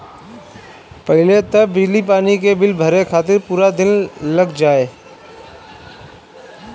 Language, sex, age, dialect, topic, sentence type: Bhojpuri, male, 36-40, Northern, banking, statement